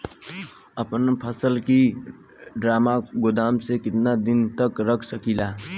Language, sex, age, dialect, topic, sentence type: Bhojpuri, male, 18-24, Western, agriculture, question